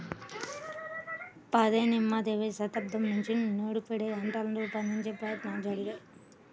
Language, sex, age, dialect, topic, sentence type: Telugu, female, 18-24, Central/Coastal, agriculture, statement